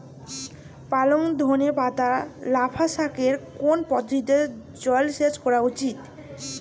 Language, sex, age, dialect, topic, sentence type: Bengali, female, 18-24, Rajbangshi, agriculture, question